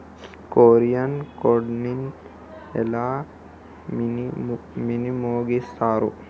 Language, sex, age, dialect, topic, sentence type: Telugu, male, 18-24, Telangana, banking, question